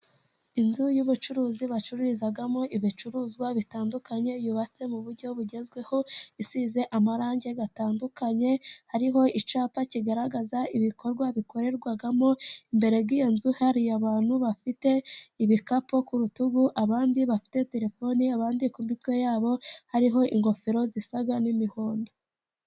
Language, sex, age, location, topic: Kinyarwanda, female, 25-35, Musanze, finance